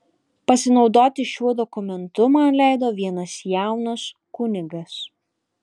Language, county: Lithuanian, Alytus